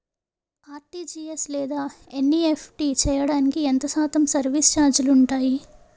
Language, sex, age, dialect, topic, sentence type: Telugu, female, 18-24, Utterandhra, banking, question